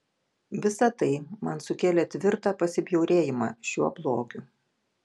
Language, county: Lithuanian, Klaipėda